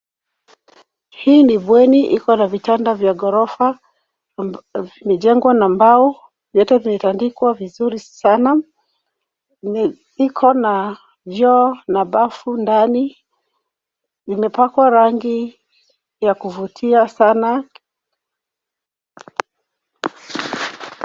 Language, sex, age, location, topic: Swahili, female, 36-49, Nairobi, education